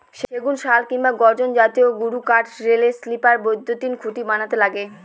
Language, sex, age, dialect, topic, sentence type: Bengali, female, 31-35, Northern/Varendri, agriculture, statement